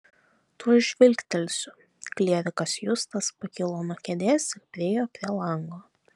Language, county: Lithuanian, Vilnius